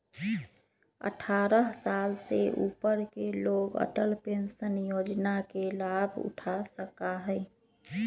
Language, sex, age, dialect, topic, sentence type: Magahi, female, 31-35, Western, banking, statement